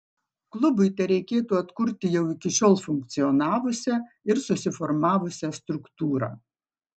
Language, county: Lithuanian, Marijampolė